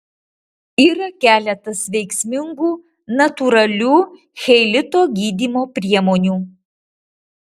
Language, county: Lithuanian, Marijampolė